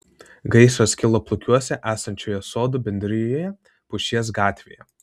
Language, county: Lithuanian, Vilnius